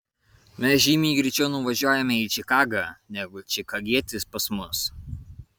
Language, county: Lithuanian, Kaunas